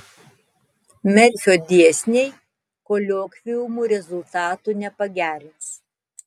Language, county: Lithuanian, Tauragė